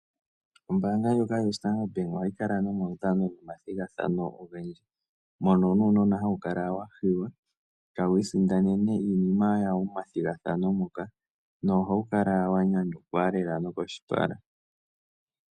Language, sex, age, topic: Oshiwambo, male, 18-24, finance